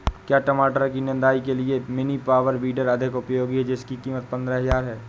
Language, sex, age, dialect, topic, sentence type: Hindi, male, 18-24, Awadhi Bundeli, agriculture, question